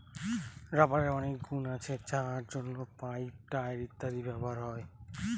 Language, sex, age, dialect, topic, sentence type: Bengali, male, <18, Northern/Varendri, agriculture, statement